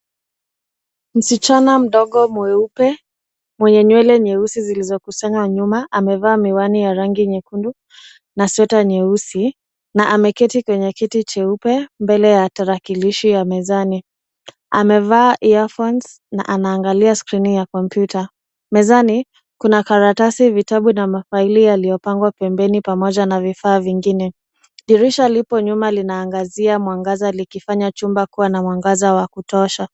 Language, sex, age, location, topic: Swahili, female, 25-35, Nairobi, education